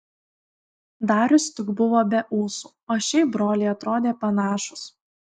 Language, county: Lithuanian, Kaunas